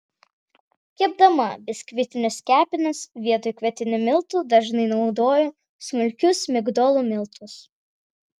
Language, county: Lithuanian, Vilnius